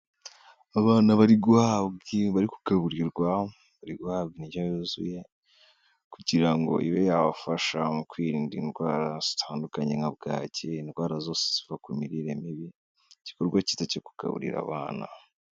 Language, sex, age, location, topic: Kinyarwanda, male, 18-24, Kigali, health